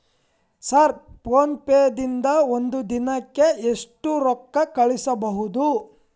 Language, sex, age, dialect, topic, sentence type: Kannada, male, 18-24, Dharwad Kannada, banking, question